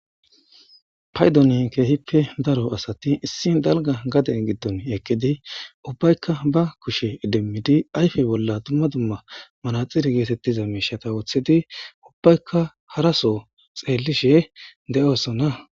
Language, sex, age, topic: Gamo, male, 18-24, government